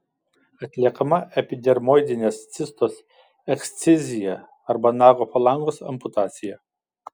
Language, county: Lithuanian, Kaunas